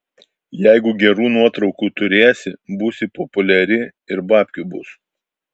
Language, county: Lithuanian, Vilnius